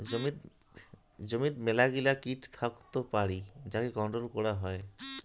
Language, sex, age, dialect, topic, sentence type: Bengali, male, 31-35, Rajbangshi, agriculture, statement